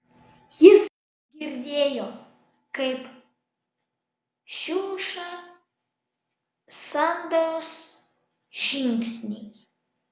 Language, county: Lithuanian, Vilnius